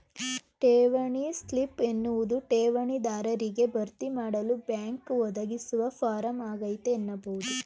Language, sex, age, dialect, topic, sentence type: Kannada, female, 18-24, Mysore Kannada, banking, statement